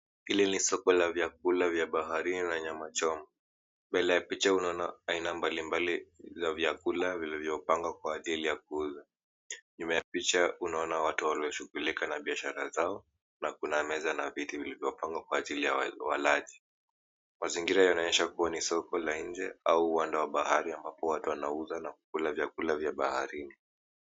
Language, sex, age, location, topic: Swahili, male, 18-24, Mombasa, agriculture